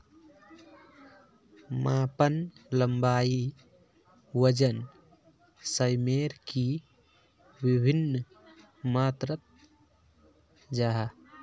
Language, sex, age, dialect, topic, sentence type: Magahi, male, 18-24, Northeastern/Surjapuri, agriculture, question